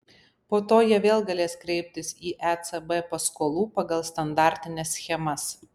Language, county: Lithuanian, Panevėžys